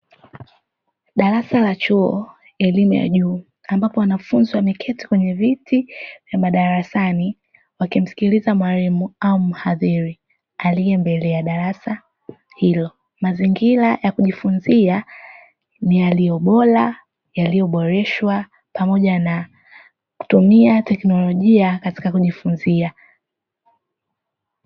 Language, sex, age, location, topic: Swahili, female, 18-24, Dar es Salaam, education